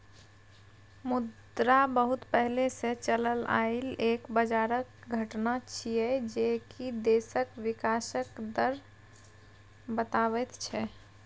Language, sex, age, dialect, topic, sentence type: Maithili, female, 25-30, Bajjika, banking, statement